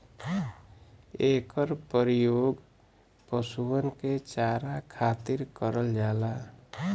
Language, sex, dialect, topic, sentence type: Bhojpuri, male, Western, agriculture, statement